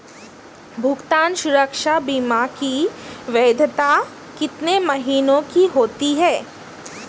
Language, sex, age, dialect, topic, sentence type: Hindi, female, 31-35, Hindustani Malvi Khadi Boli, banking, statement